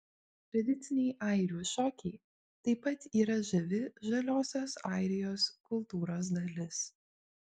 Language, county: Lithuanian, Vilnius